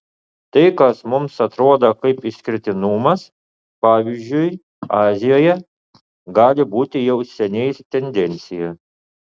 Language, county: Lithuanian, Utena